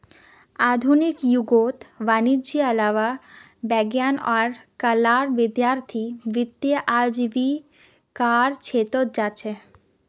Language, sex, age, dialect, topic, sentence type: Magahi, female, 36-40, Northeastern/Surjapuri, banking, statement